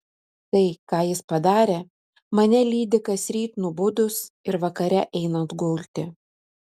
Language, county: Lithuanian, Utena